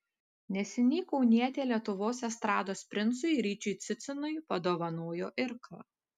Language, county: Lithuanian, Panevėžys